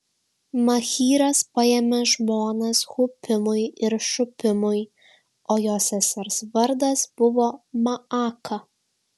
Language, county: Lithuanian, Šiauliai